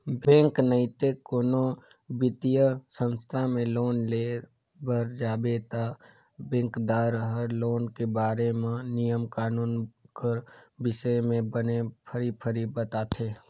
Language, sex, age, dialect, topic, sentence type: Chhattisgarhi, male, 18-24, Northern/Bhandar, banking, statement